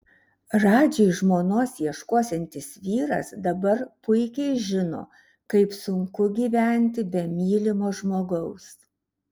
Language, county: Lithuanian, Šiauliai